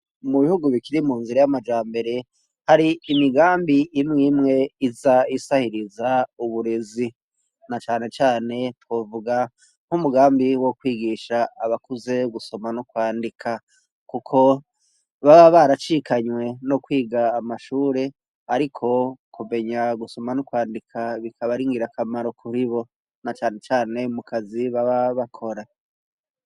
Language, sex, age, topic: Rundi, male, 36-49, education